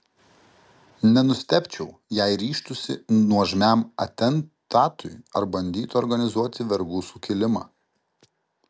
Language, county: Lithuanian, Kaunas